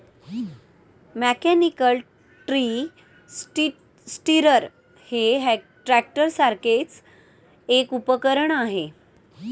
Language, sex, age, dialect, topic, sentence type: Marathi, female, 31-35, Standard Marathi, agriculture, statement